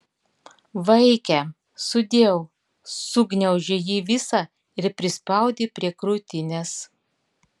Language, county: Lithuanian, Klaipėda